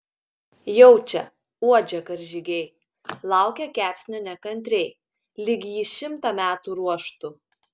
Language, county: Lithuanian, Klaipėda